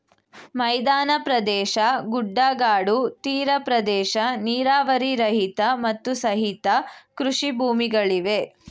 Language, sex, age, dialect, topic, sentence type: Kannada, female, 18-24, Mysore Kannada, agriculture, statement